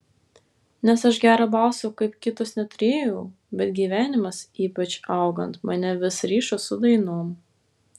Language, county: Lithuanian, Vilnius